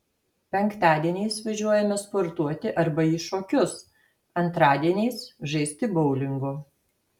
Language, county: Lithuanian, Alytus